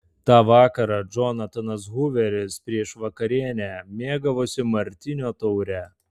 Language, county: Lithuanian, Tauragė